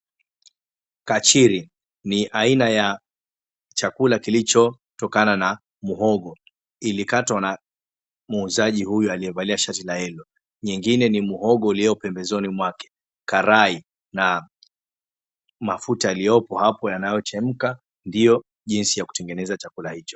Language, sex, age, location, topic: Swahili, male, 25-35, Mombasa, agriculture